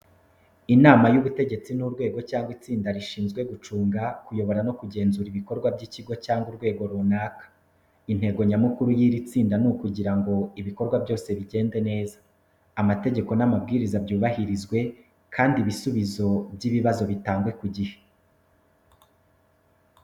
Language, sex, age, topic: Kinyarwanda, male, 25-35, education